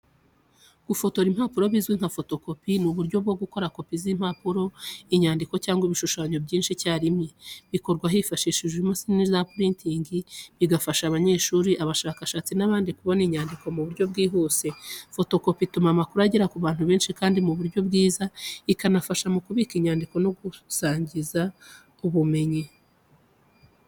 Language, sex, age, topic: Kinyarwanda, female, 25-35, education